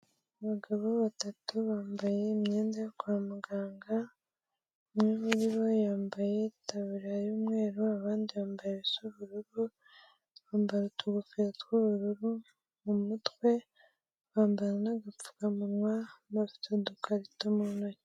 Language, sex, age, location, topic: Kinyarwanda, female, 18-24, Kigali, health